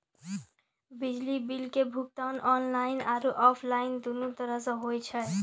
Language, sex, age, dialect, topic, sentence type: Maithili, female, 18-24, Angika, banking, statement